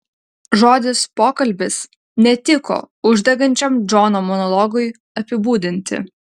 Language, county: Lithuanian, Utena